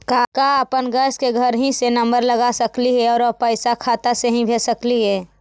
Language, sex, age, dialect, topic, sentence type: Magahi, male, 60-100, Central/Standard, banking, question